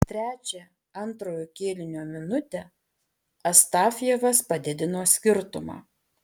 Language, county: Lithuanian, Alytus